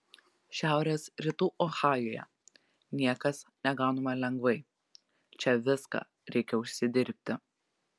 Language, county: Lithuanian, Telšiai